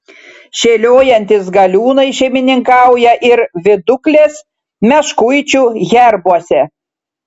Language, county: Lithuanian, Šiauliai